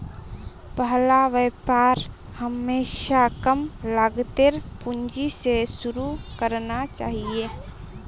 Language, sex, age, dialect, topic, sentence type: Magahi, female, 18-24, Northeastern/Surjapuri, banking, statement